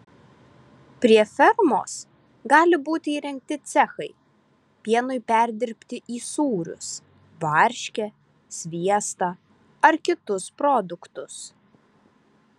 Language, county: Lithuanian, Vilnius